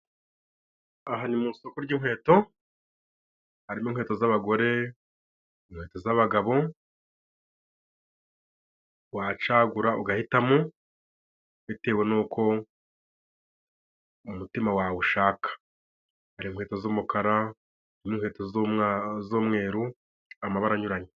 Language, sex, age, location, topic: Kinyarwanda, male, 25-35, Musanze, finance